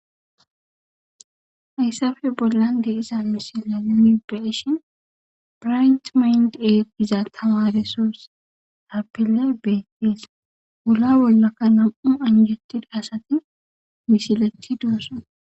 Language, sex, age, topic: Gamo, female, 18-24, government